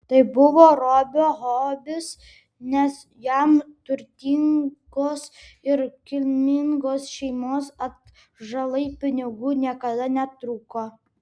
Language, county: Lithuanian, Vilnius